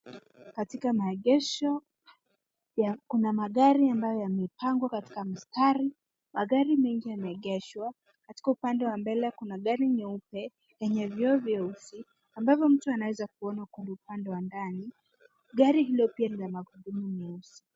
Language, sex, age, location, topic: Swahili, female, 18-24, Nairobi, finance